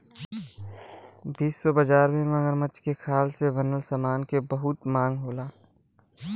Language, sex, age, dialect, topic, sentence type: Bhojpuri, male, 18-24, Western, agriculture, statement